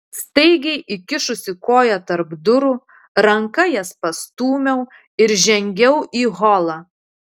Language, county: Lithuanian, Utena